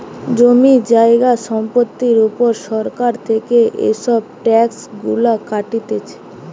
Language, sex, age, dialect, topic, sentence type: Bengali, female, 18-24, Western, banking, statement